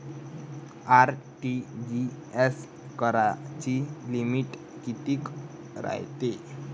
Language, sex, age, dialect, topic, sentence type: Marathi, male, 18-24, Varhadi, banking, question